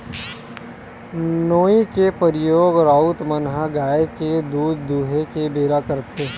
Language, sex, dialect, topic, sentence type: Chhattisgarhi, male, Western/Budati/Khatahi, agriculture, statement